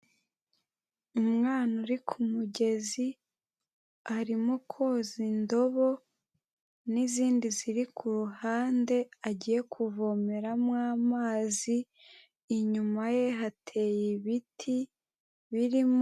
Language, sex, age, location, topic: Kinyarwanda, female, 18-24, Kigali, health